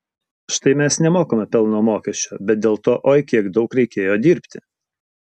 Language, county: Lithuanian, Utena